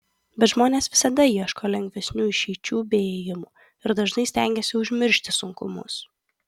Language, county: Lithuanian, Kaunas